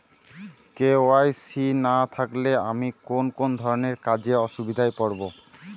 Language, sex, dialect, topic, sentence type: Bengali, male, Western, banking, question